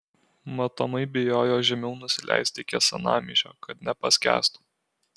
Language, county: Lithuanian, Alytus